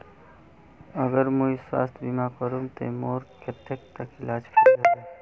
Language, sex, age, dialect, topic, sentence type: Magahi, male, 25-30, Northeastern/Surjapuri, banking, question